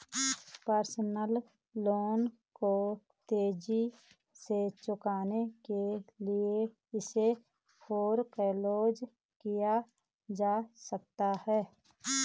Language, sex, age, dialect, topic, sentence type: Hindi, female, 36-40, Garhwali, banking, statement